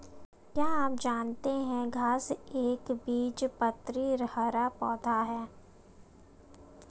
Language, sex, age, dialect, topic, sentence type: Hindi, female, 25-30, Marwari Dhudhari, agriculture, statement